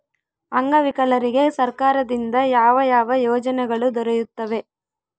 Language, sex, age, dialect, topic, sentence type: Kannada, female, 18-24, Central, banking, question